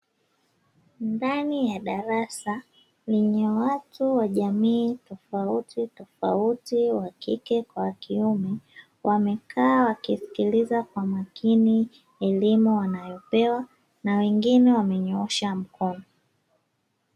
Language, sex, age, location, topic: Swahili, female, 25-35, Dar es Salaam, education